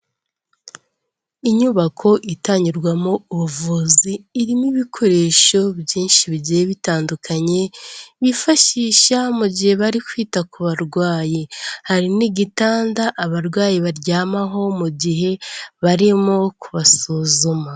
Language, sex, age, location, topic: Kinyarwanda, female, 18-24, Kigali, health